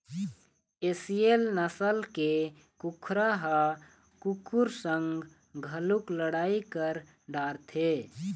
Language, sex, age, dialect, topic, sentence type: Chhattisgarhi, male, 36-40, Eastern, agriculture, statement